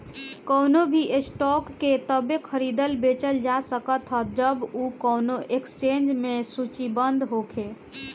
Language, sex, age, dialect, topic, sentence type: Bhojpuri, female, 18-24, Northern, banking, statement